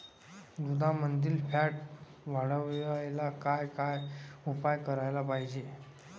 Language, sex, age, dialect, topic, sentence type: Marathi, male, 18-24, Varhadi, agriculture, question